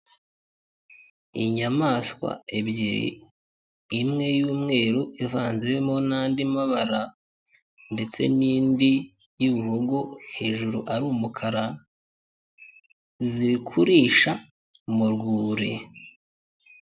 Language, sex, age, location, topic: Kinyarwanda, male, 25-35, Kigali, agriculture